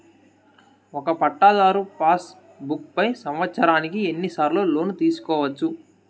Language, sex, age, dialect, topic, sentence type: Telugu, male, 18-24, Southern, banking, question